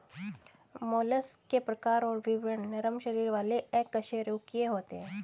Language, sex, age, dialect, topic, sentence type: Hindi, female, 36-40, Hindustani Malvi Khadi Boli, agriculture, statement